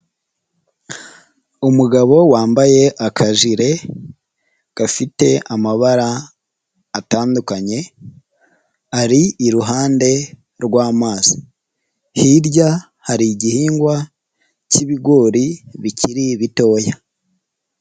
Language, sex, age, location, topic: Kinyarwanda, female, 18-24, Nyagatare, agriculture